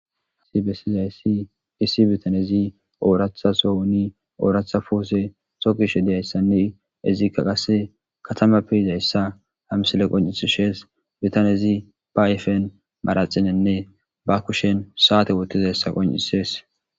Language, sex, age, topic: Gamo, male, 18-24, agriculture